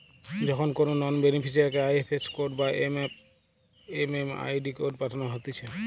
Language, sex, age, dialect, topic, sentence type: Bengali, male, 18-24, Western, banking, statement